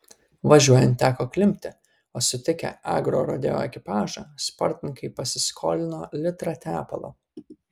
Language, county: Lithuanian, Kaunas